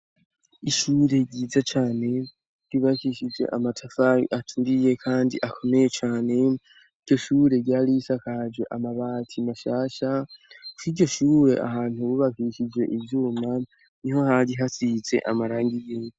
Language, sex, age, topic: Rundi, male, 18-24, education